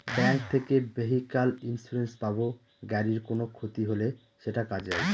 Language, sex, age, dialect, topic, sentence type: Bengali, male, 31-35, Northern/Varendri, banking, statement